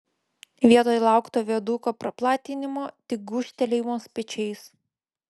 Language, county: Lithuanian, Vilnius